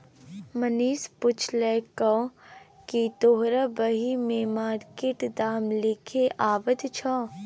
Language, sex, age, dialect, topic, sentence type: Maithili, female, 41-45, Bajjika, banking, statement